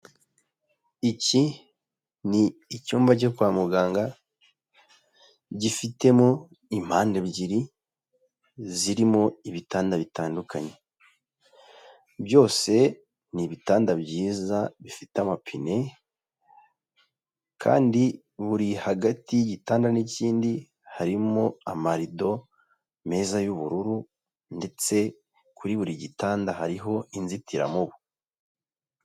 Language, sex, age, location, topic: Kinyarwanda, male, 25-35, Huye, health